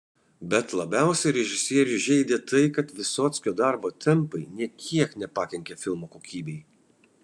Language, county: Lithuanian, Kaunas